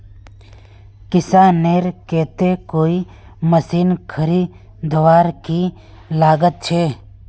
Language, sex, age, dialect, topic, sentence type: Magahi, male, 18-24, Northeastern/Surjapuri, agriculture, question